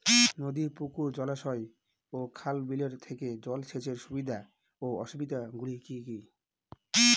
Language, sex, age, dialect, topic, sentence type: Bengali, male, 25-30, Northern/Varendri, agriculture, question